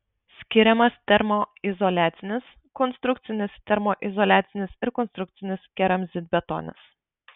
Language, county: Lithuanian, Marijampolė